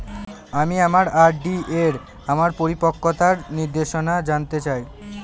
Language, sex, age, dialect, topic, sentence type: Bengali, male, 18-24, Northern/Varendri, banking, statement